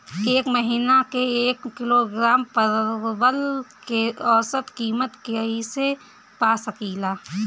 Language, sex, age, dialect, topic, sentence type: Bhojpuri, female, 31-35, Northern, agriculture, question